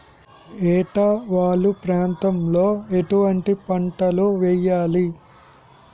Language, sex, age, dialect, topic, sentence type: Telugu, male, 18-24, Utterandhra, agriculture, question